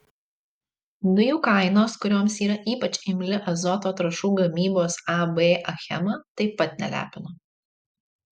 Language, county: Lithuanian, Marijampolė